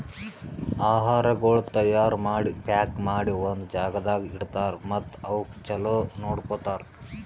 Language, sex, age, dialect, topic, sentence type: Kannada, male, 18-24, Northeastern, agriculture, statement